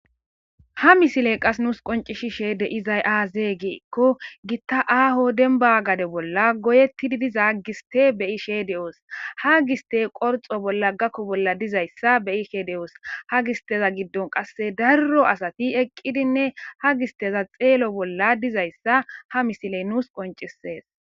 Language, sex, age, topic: Gamo, female, 18-24, agriculture